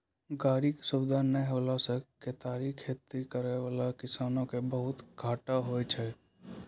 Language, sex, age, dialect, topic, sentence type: Maithili, male, 18-24, Angika, agriculture, statement